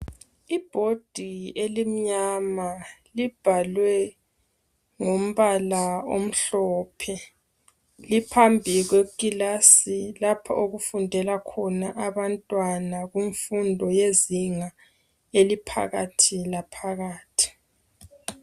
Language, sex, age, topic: North Ndebele, female, 25-35, education